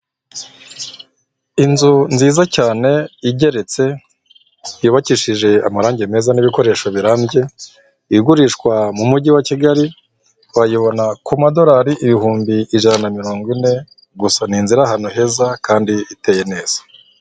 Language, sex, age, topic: Kinyarwanda, male, 25-35, finance